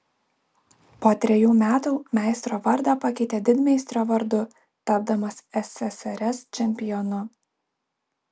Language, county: Lithuanian, Alytus